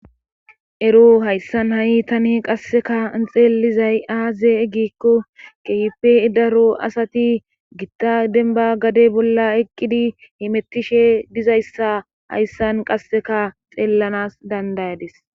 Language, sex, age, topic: Gamo, female, 18-24, government